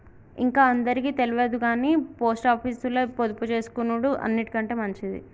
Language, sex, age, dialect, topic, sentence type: Telugu, female, 18-24, Telangana, banking, statement